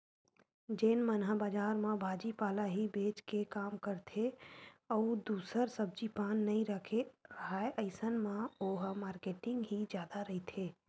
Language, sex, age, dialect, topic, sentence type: Chhattisgarhi, female, 18-24, Western/Budati/Khatahi, agriculture, statement